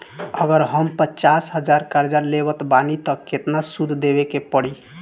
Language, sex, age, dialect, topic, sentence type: Bhojpuri, male, 18-24, Southern / Standard, banking, question